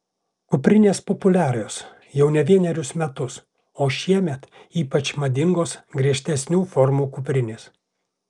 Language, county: Lithuanian, Alytus